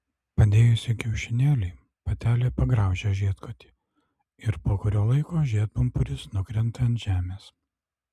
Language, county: Lithuanian, Alytus